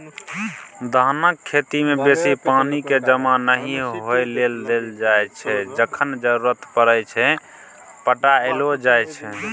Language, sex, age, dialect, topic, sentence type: Maithili, male, 31-35, Bajjika, agriculture, statement